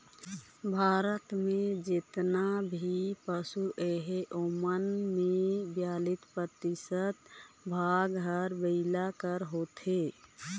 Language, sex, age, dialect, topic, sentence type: Chhattisgarhi, female, 25-30, Northern/Bhandar, agriculture, statement